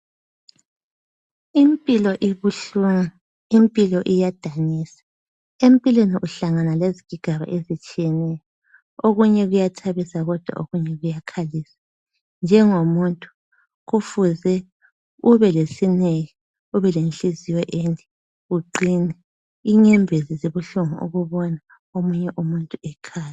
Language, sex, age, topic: North Ndebele, female, 36-49, health